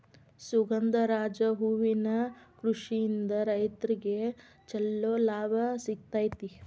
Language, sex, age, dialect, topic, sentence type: Kannada, female, 25-30, Dharwad Kannada, agriculture, statement